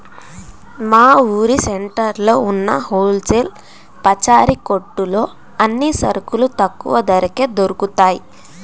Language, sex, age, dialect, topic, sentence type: Telugu, female, 18-24, Central/Coastal, agriculture, statement